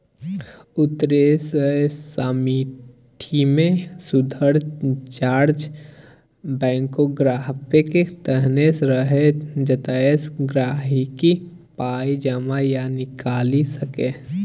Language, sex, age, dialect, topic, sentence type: Maithili, male, 18-24, Bajjika, banking, statement